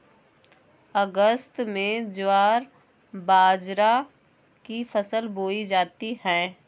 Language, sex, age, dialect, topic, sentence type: Hindi, female, 18-24, Awadhi Bundeli, agriculture, question